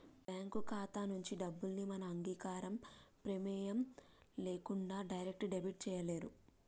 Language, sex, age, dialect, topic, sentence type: Telugu, female, 18-24, Telangana, banking, statement